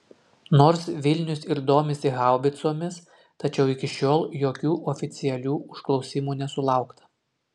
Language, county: Lithuanian, Utena